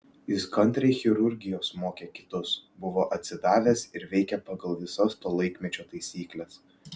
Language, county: Lithuanian, Vilnius